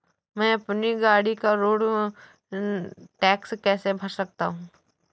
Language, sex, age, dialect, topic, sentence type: Hindi, female, 18-24, Awadhi Bundeli, banking, question